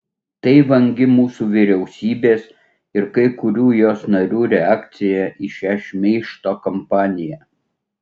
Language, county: Lithuanian, Utena